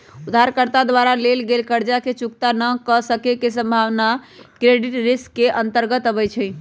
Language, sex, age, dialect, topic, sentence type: Magahi, female, 31-35, Western, banking, statement